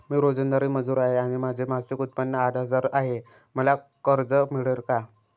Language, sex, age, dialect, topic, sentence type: Marathi, male, 18-24, Northern Konkan, banking, question